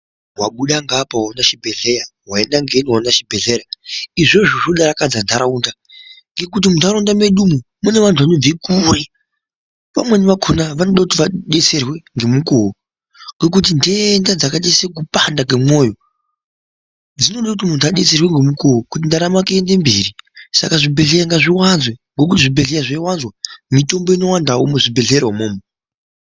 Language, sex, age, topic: Ndau, male, 50+, health